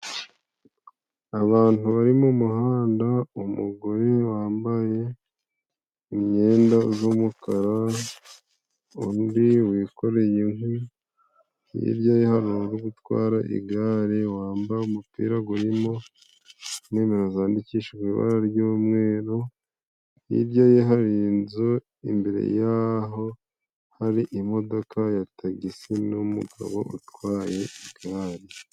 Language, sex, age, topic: Kinyarwanda, male, 25-35, finance